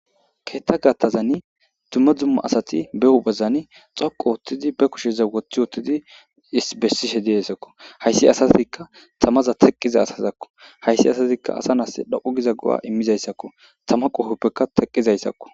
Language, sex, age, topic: Gamo, male, 25-35, government